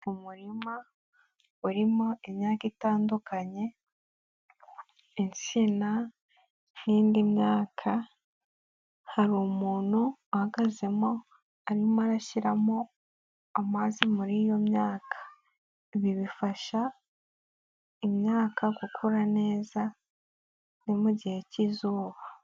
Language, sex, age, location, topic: Kinyarwanda, female, 18-24, Nyagatare, agriculture